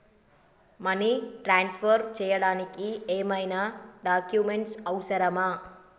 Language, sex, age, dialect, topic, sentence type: Telugu, female, 36-40, Telangana, banking, question